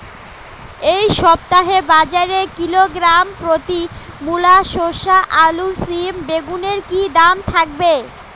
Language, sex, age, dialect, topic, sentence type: Bengali, female, 25-30, Rajbangshi, agriculture, question